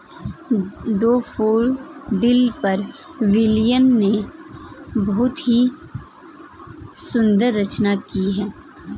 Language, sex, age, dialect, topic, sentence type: Hindi, female, 18-24, Kanauji Braj Bhasha, agriculture, statement